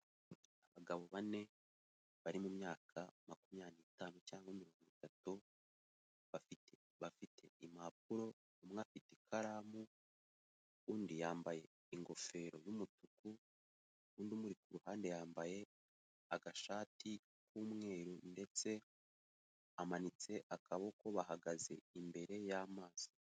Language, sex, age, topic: Kinyarwanda, male, 18-24, finance